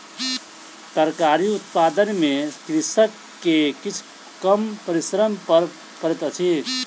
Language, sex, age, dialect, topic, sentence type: Maithili, male, 31-35, Southern/Standard, agriculture, statement